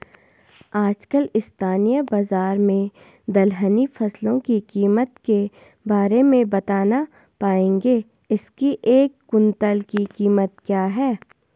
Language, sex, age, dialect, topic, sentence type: Hindi, female, 18-24, Garhwali, agriculture, question